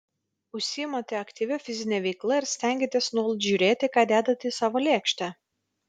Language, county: Lithuanian, Vilnius